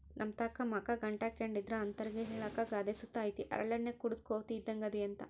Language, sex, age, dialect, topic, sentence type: Kannada, male, 18-24, Central, agriculture, statement